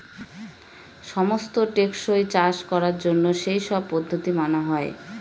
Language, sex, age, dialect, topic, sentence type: Bengali, female, 31-35, Northern/Varendri, agriculture, statement